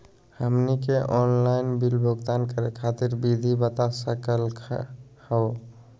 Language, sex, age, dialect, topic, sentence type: Magahi, male, 25-30, Southern, banking, question